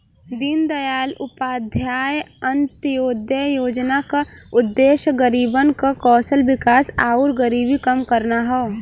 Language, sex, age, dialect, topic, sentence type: Bhojpuri, female, 18-24, Western, banking, statement